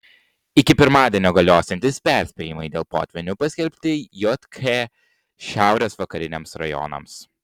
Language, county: Lithuanian, Panevėžys